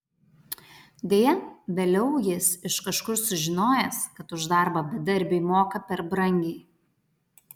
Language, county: Lithuanian, Alytus